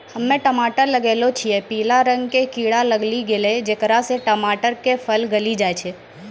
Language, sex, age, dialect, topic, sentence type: Maithili, female, 25-30, Angika, agriculture, question